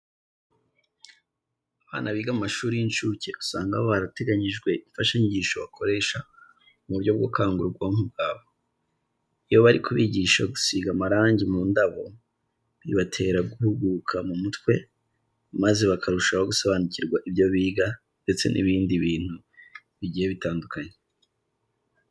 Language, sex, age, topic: Kinyarwanda, male, 25-35, education